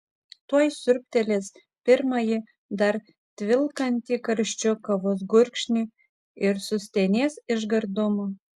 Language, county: Lithuanian, Kaunas